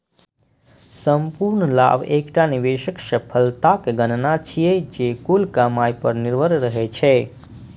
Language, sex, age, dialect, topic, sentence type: Maithili, male, 25-30, Eastern / Thethi, banking, statement